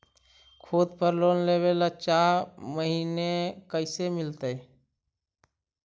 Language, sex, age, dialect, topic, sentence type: Magahi, male, 31-35, Central/Standard, banking, question